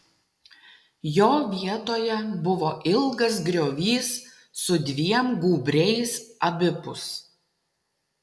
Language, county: Lithuanian, Utena